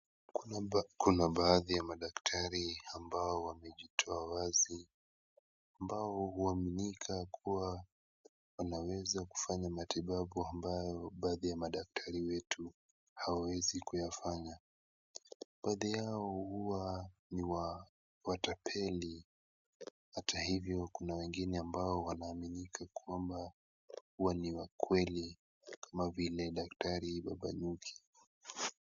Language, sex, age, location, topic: Swahili, male, 18-24, Kisumu, health